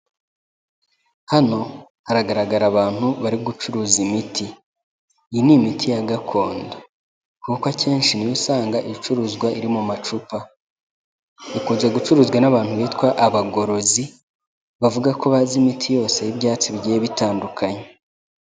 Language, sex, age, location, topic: Kinyarwanda, male, 18-24, Kigali, health